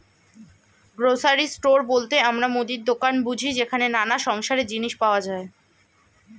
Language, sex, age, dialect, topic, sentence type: Bengali, male, 25-30, Standard Colloquial, agriculture, statement